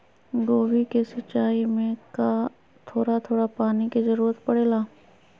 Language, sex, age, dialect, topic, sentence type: Magahi, female, 25-30, Western, agriculture, question